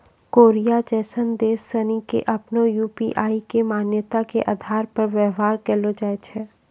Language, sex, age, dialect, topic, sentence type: Maithili, female, 25-30, Angika, banking, statement